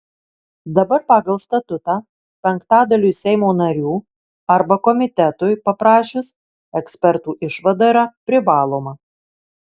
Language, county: Lithuanian, Marijampolė